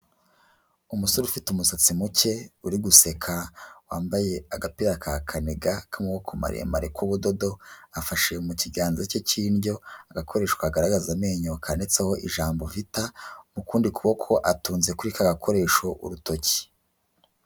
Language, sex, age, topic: Kinyarwanda, male, 25-35, health